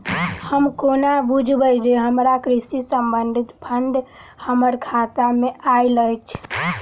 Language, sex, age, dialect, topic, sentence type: Maithili, female, 18-24, Southern/Standard, banking, question